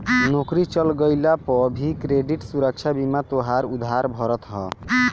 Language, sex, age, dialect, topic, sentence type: Bhojpuri, male, 18-24, Northern, banking, statement